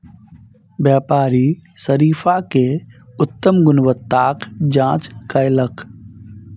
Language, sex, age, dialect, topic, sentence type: Maithili, male, 31-35, Southern/Standard, agriculture, statement